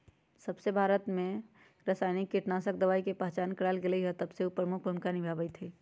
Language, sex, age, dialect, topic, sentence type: Magahi, female, 31-35, Western, agriculture, statement